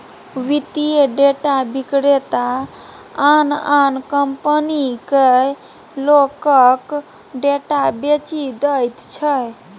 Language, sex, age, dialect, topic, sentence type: Maithili, female, 18-24, Bajjika, banking, statement